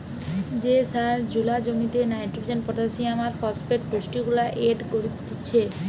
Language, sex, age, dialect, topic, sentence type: Bengali, female, 18-24, Western, agriculture, statement